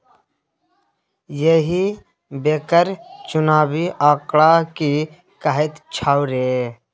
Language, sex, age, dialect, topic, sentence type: Maithili, male, 18-24, Bajjika, banking, statement